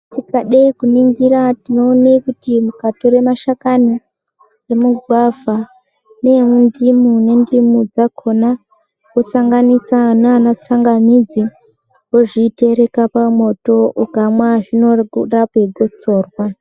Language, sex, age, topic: Ndau, male, 18-24, health